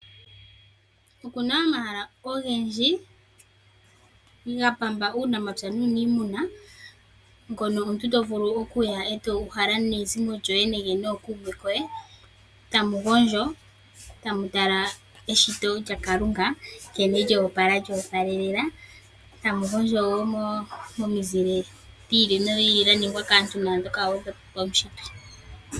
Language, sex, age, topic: Oshiwambo, female, 18-24, agriculture